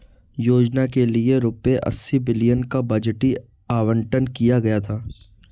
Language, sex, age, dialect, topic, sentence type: Hindi, male, 25-30, Marwari Dhudhari, agriculture, statement